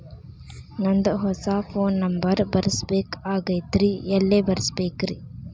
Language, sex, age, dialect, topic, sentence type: Kannada, female, 25-30, Dharwad Kannada, banking, question